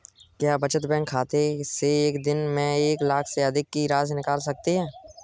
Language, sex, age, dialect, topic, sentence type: Hindi, male, 18-24, Kanauji Braj Bhasha, banking, question